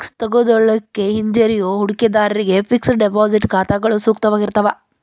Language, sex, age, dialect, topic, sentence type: Kannada, female, 31-35, Dharwad Kannada, banking, statement